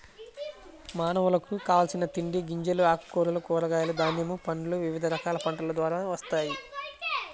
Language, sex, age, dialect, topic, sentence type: Telugu, male, 25-30, Central/Coastal, agriculture, statement